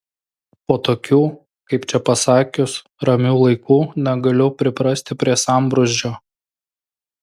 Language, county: Lithuanian, Klaipėda